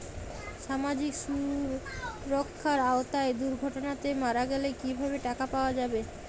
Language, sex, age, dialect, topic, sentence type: Bengali, female, 25-30, Jharkhandi, banking, question